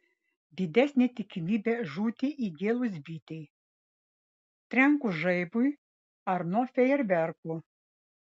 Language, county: Lithuanian, Vilnius